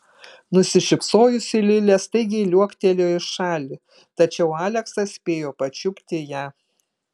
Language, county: Lithuanian, Kaunas